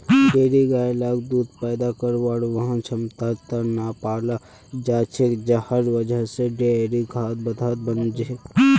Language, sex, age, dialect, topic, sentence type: Magahi, male, 31-35, Northeastern/Surjapuri, agriculture, statement